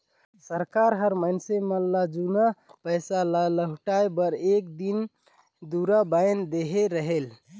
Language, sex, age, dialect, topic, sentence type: Chhattisgarhi, male, 51-55, Northern/Bhandar, banking, statement